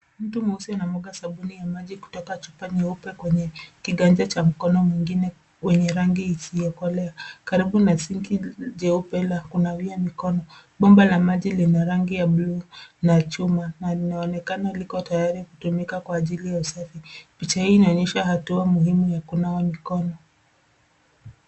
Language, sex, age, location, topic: Swahili, female, 25-35, Nairobi, health